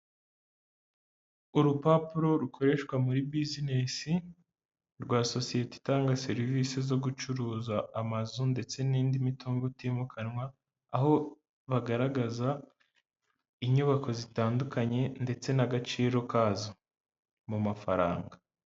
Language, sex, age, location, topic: Kinyarwanda, male, 18-24, Huye, finance